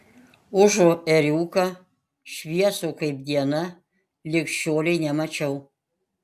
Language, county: Lithuanian, Panevėžys